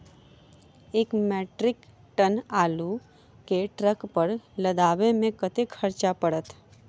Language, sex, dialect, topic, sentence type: Maithili, female, Southern/Standard, agriculture, question